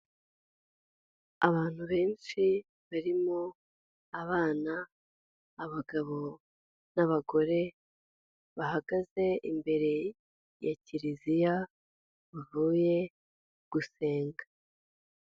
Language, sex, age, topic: Kinyarwanda, female, 18-24, finance